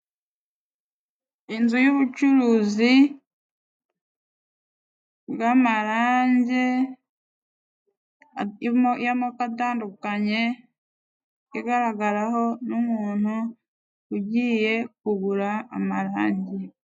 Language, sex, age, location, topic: Kinyarwanda, female, 25-35, Musanze, finance